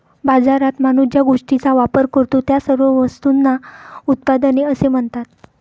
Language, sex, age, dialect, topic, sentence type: Marathi, female, 31-35, Varhadi, agriculture, statement